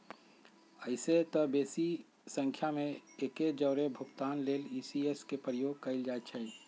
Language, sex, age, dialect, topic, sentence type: Magahi, male, 46-50, Western, banking, statement